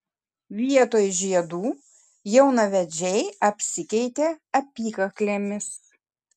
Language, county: Lithuanian, Kaunas